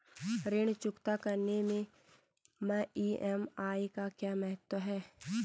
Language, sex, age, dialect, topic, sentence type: Hindi, female, 25-30, Garhwali, banking, question